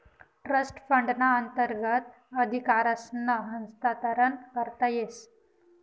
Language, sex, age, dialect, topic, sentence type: Marathi, female, 18-24, Northern Konkan, banking, statement